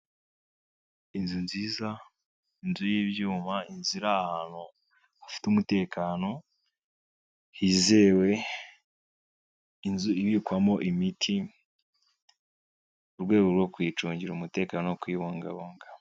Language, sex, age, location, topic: Kinyarwanda, male, 18-24, Kigali, health